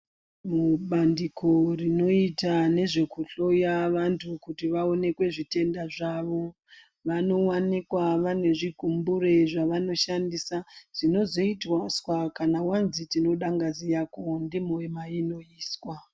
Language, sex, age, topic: Ndau, female, 36-49, health